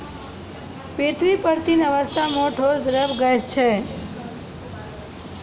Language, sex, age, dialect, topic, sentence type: Maithili, female, 31-35, Angika, agriculture, statement